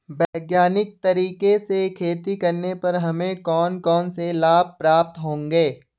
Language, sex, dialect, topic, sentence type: Hindi, male, Garhwali, agriculture, question